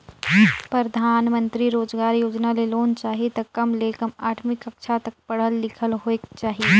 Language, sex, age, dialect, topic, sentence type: Chhattisgarhi, female, 18-24, Northern/Bhandar, banking, statement